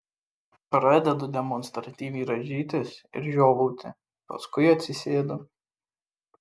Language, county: Lithuanian, Kaunas